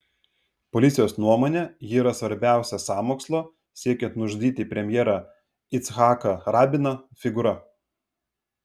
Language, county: Lithuanian, Vilnius